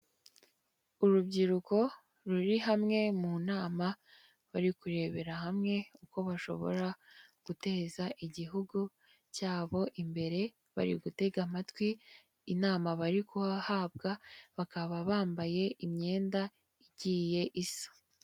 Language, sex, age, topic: Kinyarwanda, female, 25-35, government